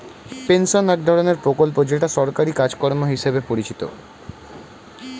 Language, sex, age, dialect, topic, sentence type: Bengali, male, 18-24, Standard Colloquial, banking, statement